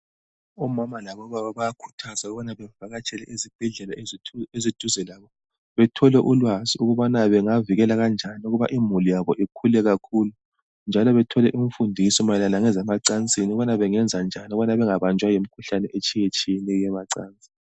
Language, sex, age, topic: North Ndebele, male, 36-49, health